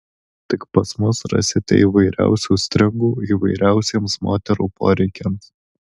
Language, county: Lithuanian, Alytus